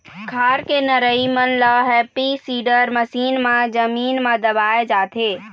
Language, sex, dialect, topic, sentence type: Chhattisgarhi, female, Eastern, agriculture, statement